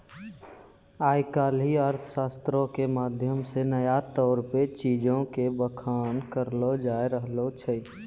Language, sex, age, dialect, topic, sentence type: Maithili, male, 18-24, Angika, banking, statement